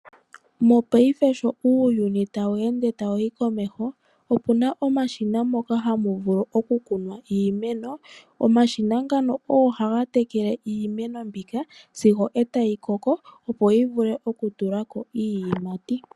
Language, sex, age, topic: Oshiwambo, female, 18-24, agriculture